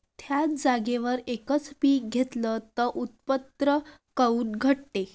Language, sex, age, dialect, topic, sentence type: Marathi, female, 18-24, Varhadi, agriculture, question